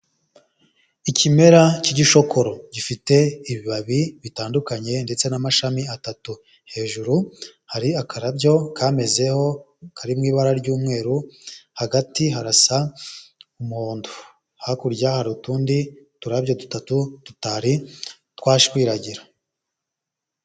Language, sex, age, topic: Kinyarwanda, male, 18-24, health